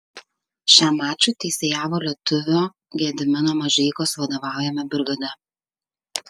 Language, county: Lithuanian, Kaunas